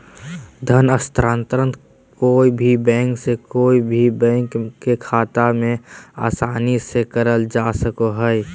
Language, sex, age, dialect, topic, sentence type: Magahi, male, 18-24, Southern, banking, statement